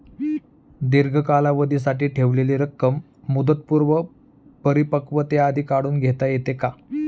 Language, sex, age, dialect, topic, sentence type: Marathi, male, 31-35, Standard Marathi, banking, question